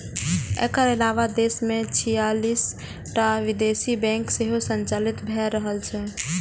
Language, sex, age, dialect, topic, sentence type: Maithili, female, 18-24, Eastern / Thethi, banking, statement